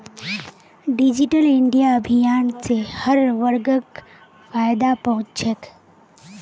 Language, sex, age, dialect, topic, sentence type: Magahi, female, 18-24, Northeastern/Surjapuri, banking, statement